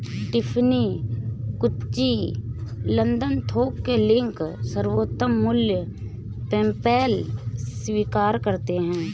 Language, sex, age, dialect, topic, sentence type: Hindi, female, 31-35, Awadhi Bundeli, banking, statement